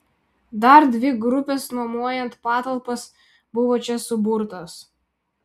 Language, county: Lithuanian, Vilnius